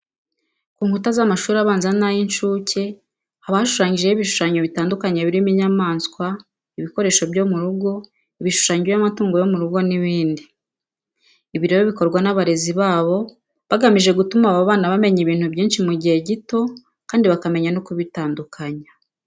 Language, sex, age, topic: Kinyarwanda, female, 36-49, education